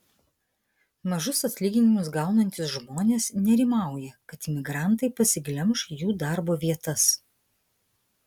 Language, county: Lithuanian, Vilnius